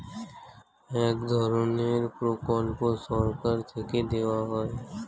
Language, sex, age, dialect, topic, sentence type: Bengali, male, <18, Standard Colloquial, banking, statement